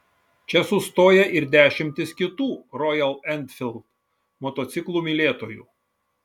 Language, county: Lithuanian, Šiauliai